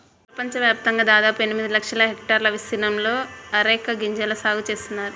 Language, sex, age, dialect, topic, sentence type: Telugu, female, 25-30, Central/Coastal, agriculture, statement